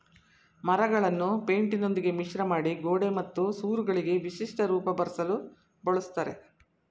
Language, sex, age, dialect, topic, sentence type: Kannada, female, 60-100, Mysore Kannada, agriculture, statement